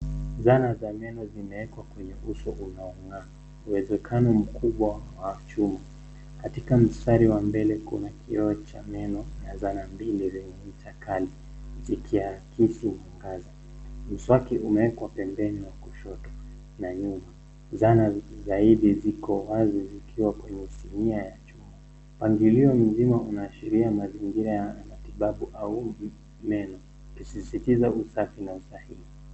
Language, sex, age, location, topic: Swahili, male, 25-35, Nairobi, health